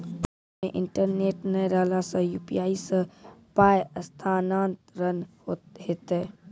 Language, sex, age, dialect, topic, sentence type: Maithili, female, 31-35, Angika, banking, question